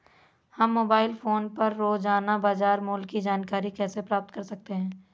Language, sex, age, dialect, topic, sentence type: Hindi, male, 18-24, Awadhi Bundeli, agriculture, question